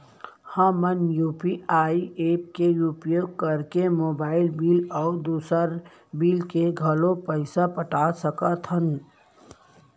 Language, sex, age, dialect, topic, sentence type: Chhattisgarhi, female, 18-24, Central, banking, statement